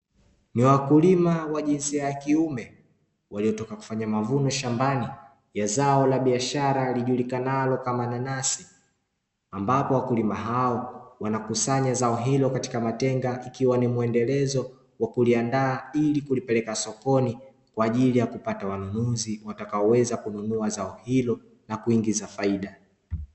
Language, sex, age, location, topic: Swahili, male, 25-35, Dar es Salaam, agriculture